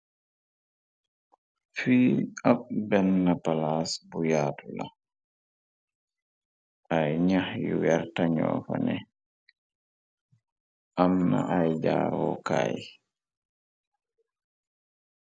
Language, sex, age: Wolof, male, 25-35